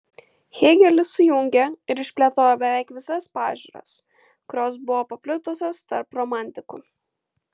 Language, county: Lithuanian, Kaunas